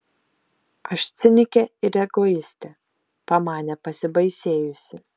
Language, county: Lithuanian, Šiauliai